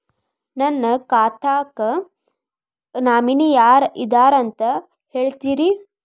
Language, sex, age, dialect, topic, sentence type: Kannada, female, 25-30, Dharwad Kannada, banking, question